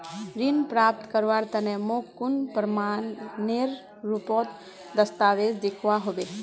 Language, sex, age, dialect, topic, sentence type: Magahi, female, 18-24, Northeastern/Surjapuri, banking, statement